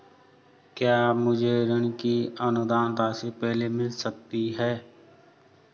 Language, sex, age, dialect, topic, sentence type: Hindi, male, 25-30, Garhwali, banking, question